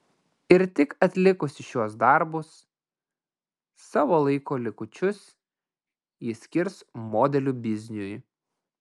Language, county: Lithuanian, Klaipėda